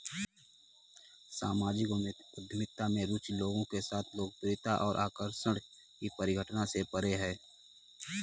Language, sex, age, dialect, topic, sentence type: Hindi, male, 18-24, Kanauji Braj Bhasha, banking, statement